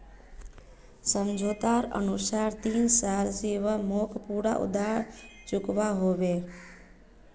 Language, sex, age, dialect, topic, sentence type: Magahi, female, 31-35, Northeastern/Surjapuri, banking, statement